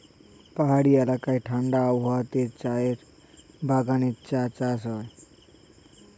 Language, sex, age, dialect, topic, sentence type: Bengali, male, 18-24, Standard Colloquial, agriculture, statement